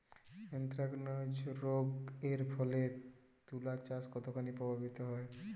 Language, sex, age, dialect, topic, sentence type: Bengali, male, 18-24, Jharkhandi, agriculture, question